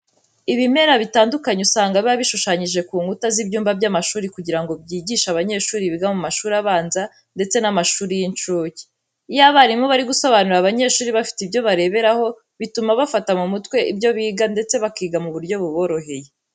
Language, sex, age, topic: Kinyarwanda, female, 18-24, education